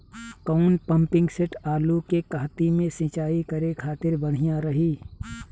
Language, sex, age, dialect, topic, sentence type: Bhojpuri, male, 36-40, Southern / Standard, agriculture, question